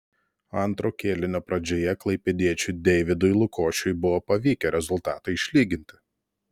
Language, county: Lithuanian, Telšiai